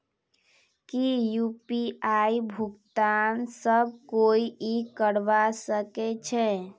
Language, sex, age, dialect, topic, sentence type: Magahi, female, 18-24, Northeastern/Surjapuri, banking, question